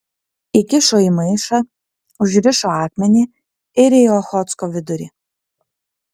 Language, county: Lithuanian, Panevėžys